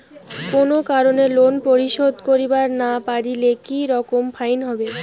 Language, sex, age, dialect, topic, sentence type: Bengali, female, 18-24, Rajbangshi, banking, question